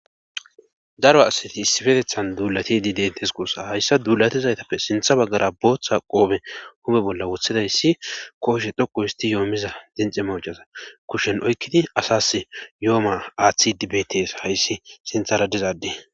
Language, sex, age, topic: Gamo, male, 18-24, government